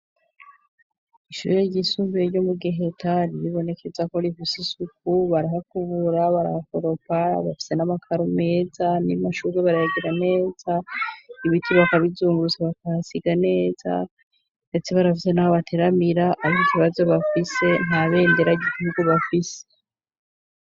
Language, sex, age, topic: Rundi, female, 25-35, education